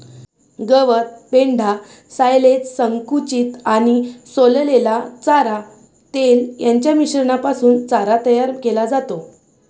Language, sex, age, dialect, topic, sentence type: Marathi, female, 18-24, Varhadi, agriculture, statement